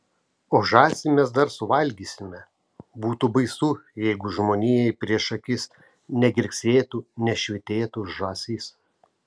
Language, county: Lithuanian, Telšiai